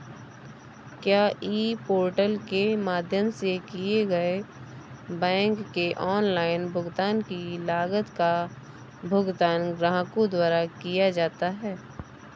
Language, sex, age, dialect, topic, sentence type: Hindi, female, 18-24, Awadhi Bundeli, banking, question